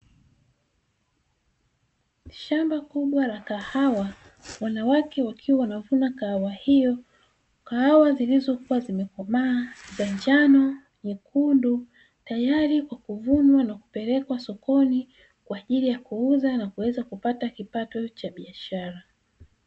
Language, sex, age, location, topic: Swahili, female, 36-49, Dar es Salaam, agriculture